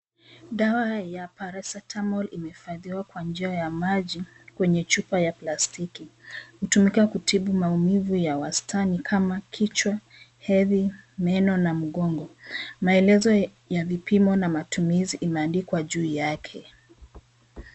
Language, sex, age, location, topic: Swahili, female, 25-35, Nairobi, health